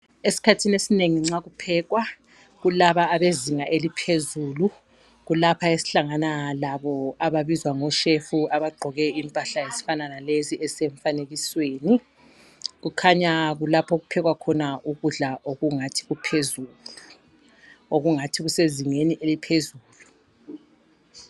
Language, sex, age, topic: North Ndebele, female, 36-49, education